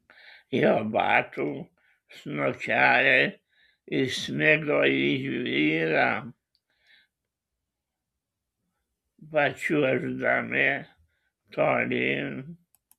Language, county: Lithuanian, Kaunas